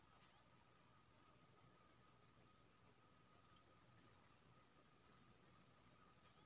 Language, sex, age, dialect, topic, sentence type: Maithili, male, 25-30, Bajjika, agriculture, question